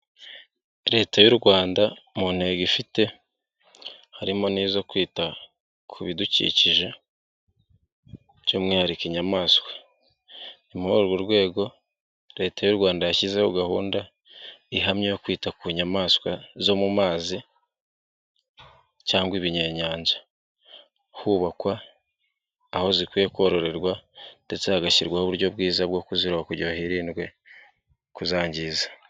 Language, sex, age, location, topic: Kinyarwanda, male, 36-49, Nyagatare, agriculture